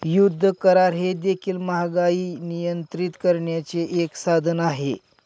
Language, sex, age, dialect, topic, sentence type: Marathi, male, 51-55, Northern Konkan, banking, statement